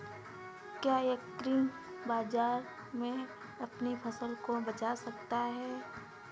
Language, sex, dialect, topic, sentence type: Hindi, female, Kanauji Braj Bhasha, agriculture, question